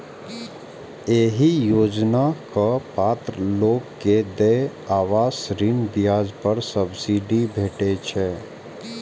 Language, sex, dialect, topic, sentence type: Maithili, male, Eastern / Thethi, banking, statement